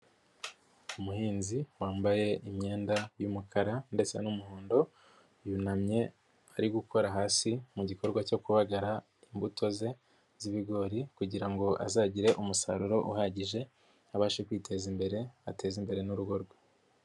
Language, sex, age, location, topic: Kinyarwanda, female, 50+, Nyagatare, agriculture